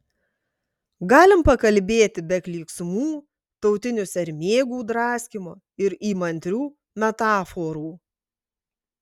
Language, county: Lithuanian, Klaipėda